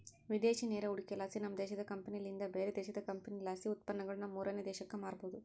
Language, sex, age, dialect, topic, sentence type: Kannada, female, 56-60, Central, banking, statement